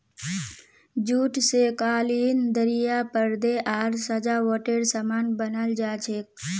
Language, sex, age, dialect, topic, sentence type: Magahi, female, 18-24, Northeastern/Surjapuri, agriculture, statement